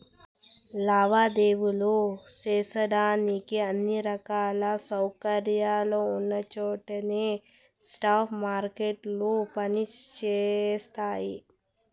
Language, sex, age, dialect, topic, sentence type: Telugu, male, 18-24, Southern, banking, statement